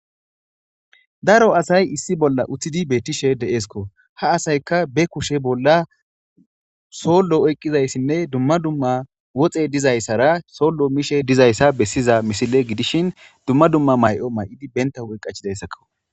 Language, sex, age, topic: Gamo, male, 18-24, government